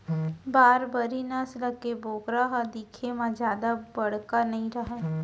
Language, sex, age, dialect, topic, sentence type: Chhattisgarhi, female, 60-100, Central, agriculture, statement